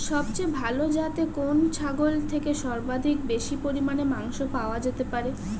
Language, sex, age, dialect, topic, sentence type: Bengali, female, 31-35, Standard Colloquial, agriculture, question